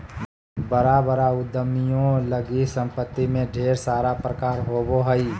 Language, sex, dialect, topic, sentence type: Magahi, male, Southern, banking, statement